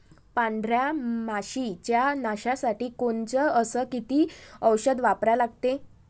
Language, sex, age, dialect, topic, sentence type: Marathi, female, 18-24, Varhadi, agriculture, question